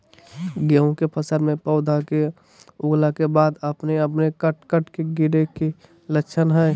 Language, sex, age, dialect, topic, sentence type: Magahi, male, 18-24, Southern, agriculture, question